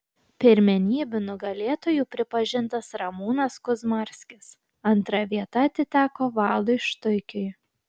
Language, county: Lithuanian, Kaunas